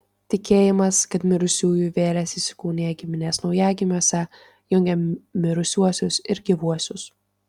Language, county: Lithuanian, Tauragė